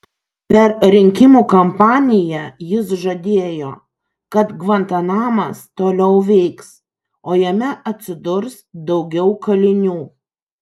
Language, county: Lithuanian, Kaunas